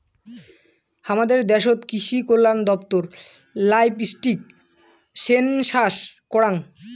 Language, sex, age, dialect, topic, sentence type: Bengali, male, 18-24, Rajbangshi, agriculture, statement